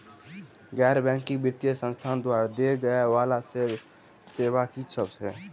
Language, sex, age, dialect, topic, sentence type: Maithili, male, 18-24, Southern/Standard, banking, question